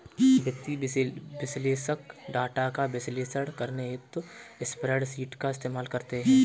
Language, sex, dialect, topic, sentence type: Hindi, male, Kanauji Braj Bhasha, banking, statement